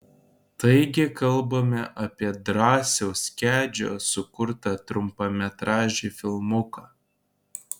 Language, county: Lithuanian, Kaunas